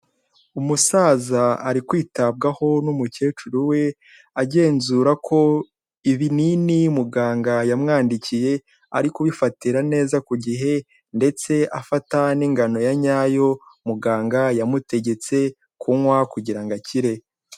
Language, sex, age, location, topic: Kinyarwanda, male, 18-24, Kigali, health